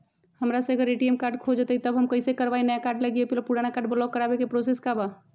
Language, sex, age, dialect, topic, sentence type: Magahi, female, 36-40, Western, banking, question